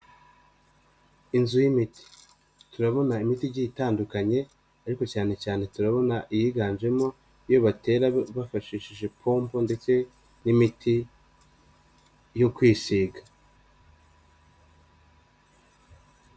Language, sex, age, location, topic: Kinyarwanda, male, 25-35, Nyagatare, health